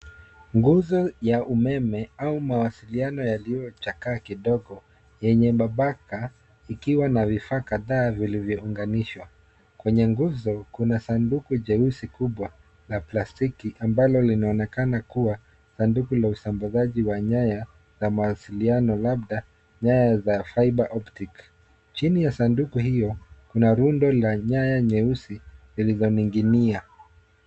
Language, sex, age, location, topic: Swahili, male, 18-24, Nairobi, government